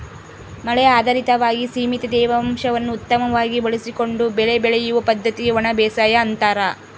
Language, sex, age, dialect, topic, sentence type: Kannada, female, 18-24, Central, agriculture, statement